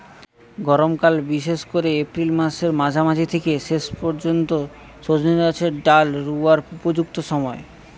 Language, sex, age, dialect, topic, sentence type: Bengali, male, 18-24, Western, agriculture, statement